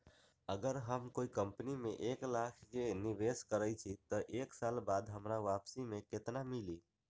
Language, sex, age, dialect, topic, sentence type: Magahi, male, 18-24, Western, banking, question